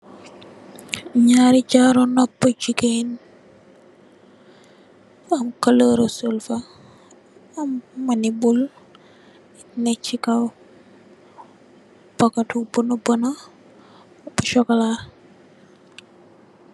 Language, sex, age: Wolof, female, 18-24